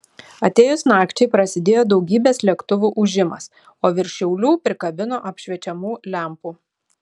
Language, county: Lithuanian, Šiauliai